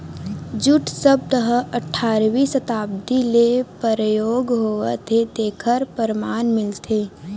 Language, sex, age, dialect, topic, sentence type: Chhattisgarhi, female, 18-24, Western/Budati/Khatahi, agriculture, statement